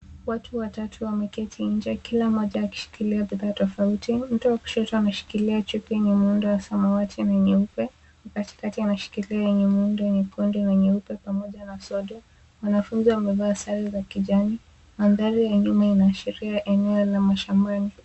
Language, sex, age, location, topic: Swahili, female, 18-24, Nairobi, health